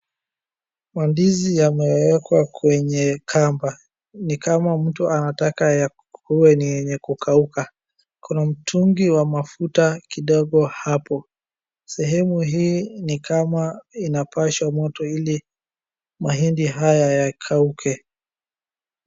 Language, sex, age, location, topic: Swahili, male, 36-49, Wajir, agriculture